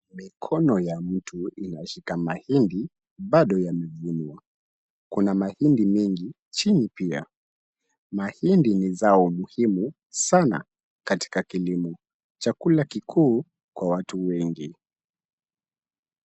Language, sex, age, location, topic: Swahili, male, 18-24, Kisumu, agriculture